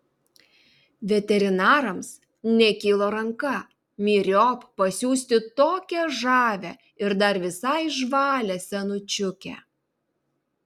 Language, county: Lithuanian, Vilnius